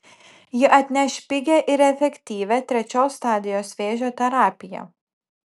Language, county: Lithuanian, Telšiai